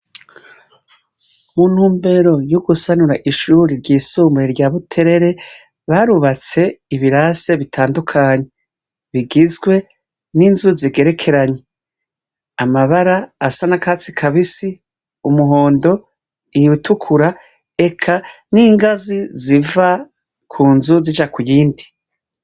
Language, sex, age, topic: Rundi, female, 25-35, education